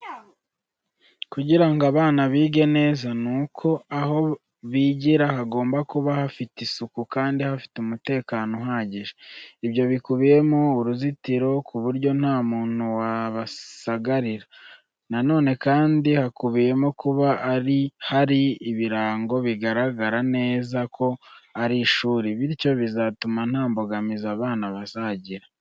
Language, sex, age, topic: Kinyarwanda, male, 18-24, education